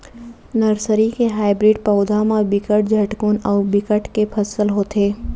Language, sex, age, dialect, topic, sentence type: Chhattisgarhi, female, 25-30, Central, agriculture, statement